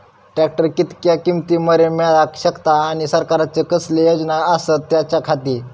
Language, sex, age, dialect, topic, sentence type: Marathi, female, 25-30, Southern Konkan, agriculture, question